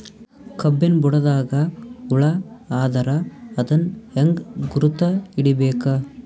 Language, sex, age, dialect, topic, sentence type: Kannada, male, 18-24, Northeastern, agriculture, question